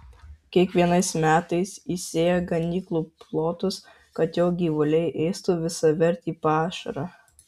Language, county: Lithuanian, Marijampolė